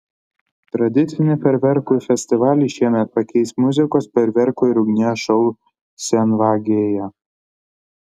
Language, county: Lithuanian, Kaunas